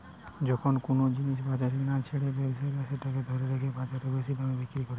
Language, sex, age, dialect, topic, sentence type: Bengali, male, 18-24, Western, banking, statement